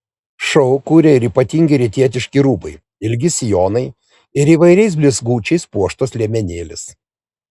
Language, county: Lithuanian, Vilnius